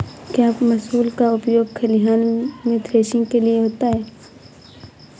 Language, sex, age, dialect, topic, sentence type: Hindi, female, 25-30, Marwari Dhudhari, agriculture, statement